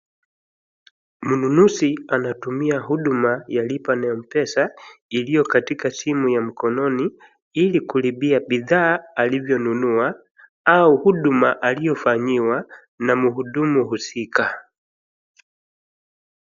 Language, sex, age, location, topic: Swahili, male, 25-35, Wajir, finance